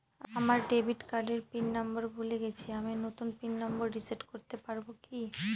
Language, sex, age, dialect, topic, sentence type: Bengali, female, 18-24, Northern/Varendri, banking, question